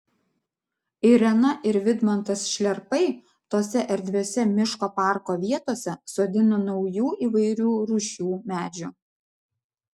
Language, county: Lithuanian, Vilnius